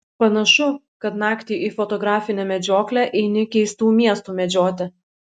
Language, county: Lithuanian, Šiauliai